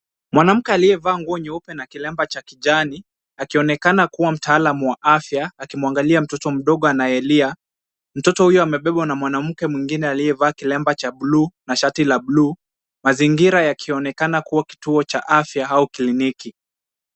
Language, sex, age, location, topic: Swahili, male, 25-35, Kisumu, health